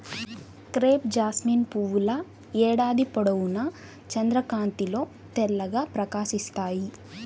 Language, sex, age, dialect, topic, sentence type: Telugu, female, 18-24, Central/Coastal, agriculture, statement